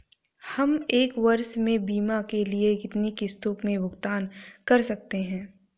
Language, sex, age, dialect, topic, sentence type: Hindi, female, 18-24, Awadhi Bundeli, banking, question